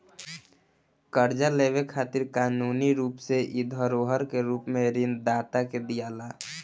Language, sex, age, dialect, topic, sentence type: Bhojpuri, male, 18-24, Southern / Standard, banking, statement